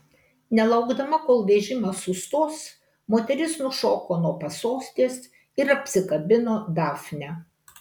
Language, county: Lithuanian, Kaunas